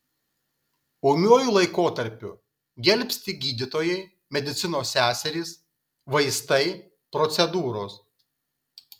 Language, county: Lithuanian, Kaunas